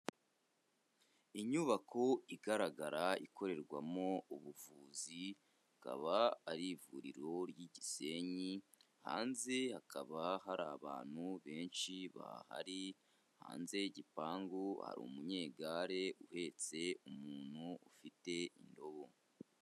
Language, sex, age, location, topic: Kinyarwanda, male, 25-35, Kigali, health